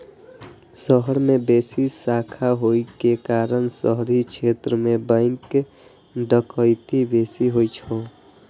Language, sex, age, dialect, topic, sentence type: Maithili, male, 25-30, Eastern / Thethi, banking, statement